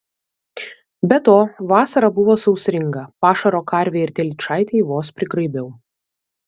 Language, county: Lithuanian, Vilnius